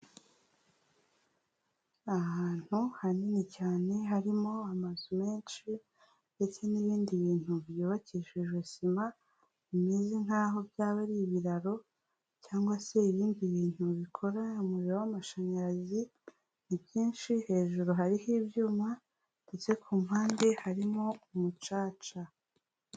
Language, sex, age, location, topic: Kinyarwanda, female, 36-49, Huye, health